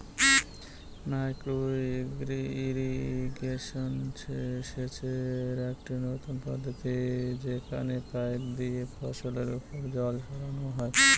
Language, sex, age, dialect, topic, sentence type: Bengali, male, 25-30, Northern/Varendri, agriculture, statement